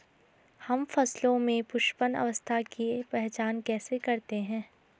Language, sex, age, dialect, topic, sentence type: Hindi, female, 18-24, Garhwali, agriculture, statement